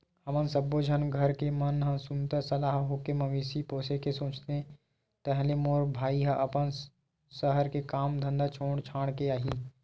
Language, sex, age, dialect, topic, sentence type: Chhattisgarhi, male, 18-24, Western/Budati/Khatahi, agriculture, statement